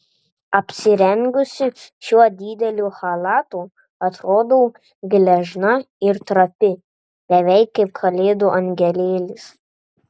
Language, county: Lithuanian, Panevėžys